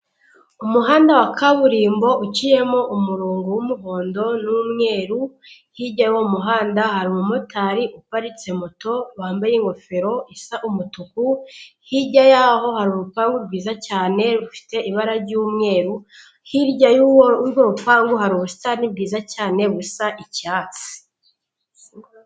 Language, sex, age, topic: Kinyarwanda, female, 18-24, government